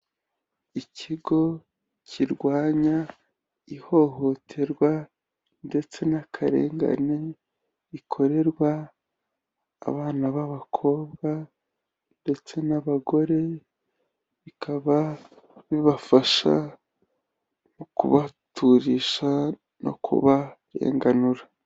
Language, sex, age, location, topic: Kinyarwanda, male, 18-24, Kigali, health